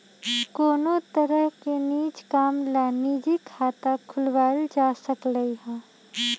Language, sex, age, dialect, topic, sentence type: Magahi, female, 25-30, Western, banking, statement